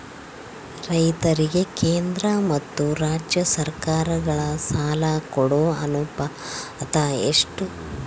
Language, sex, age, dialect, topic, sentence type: Kannada, female, 25-30, Central, agriculture, question